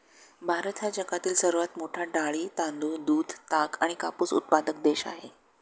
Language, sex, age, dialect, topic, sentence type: Marathi, male, 56-60, Standard Marathi, agriculture, statement